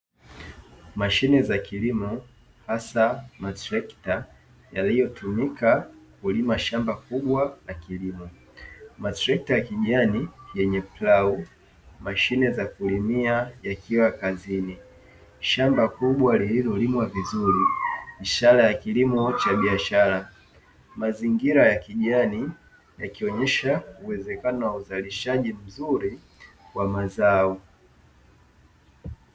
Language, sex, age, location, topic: Swahili, male, 25-35, Dar es Salaam, agriculture